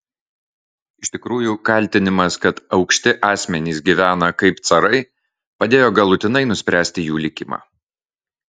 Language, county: Lithuanian, Vilnius